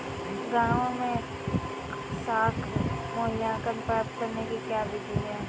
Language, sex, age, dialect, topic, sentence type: Hindi, female, 18-24, Kanauji Braj Bhasha, banking, question